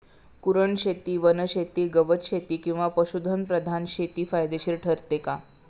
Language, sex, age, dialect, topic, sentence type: Marathi, female, 56-60, Standard Marathi, agriculture, question